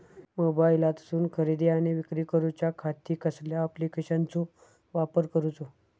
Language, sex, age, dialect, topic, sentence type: Marathi, male, 25-30, Southern Konkan, agriculture, question